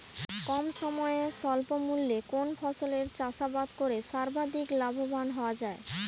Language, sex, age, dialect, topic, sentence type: Bengali, female, 18-24, Rajbangshi, agriculture, question